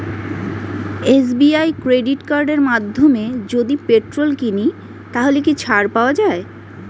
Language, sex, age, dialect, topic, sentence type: Bengali, female, 31-35, Standard Colloquial, banking, question